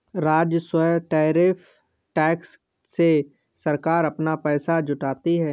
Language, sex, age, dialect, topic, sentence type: Hindi, male, 36-40, Awadhi Bundeli, banking, statement